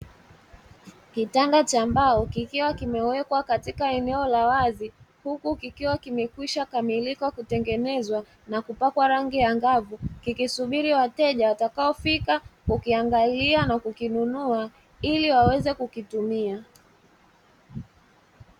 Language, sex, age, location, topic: Swahili, male, 25-35, Dar es Salaam, finance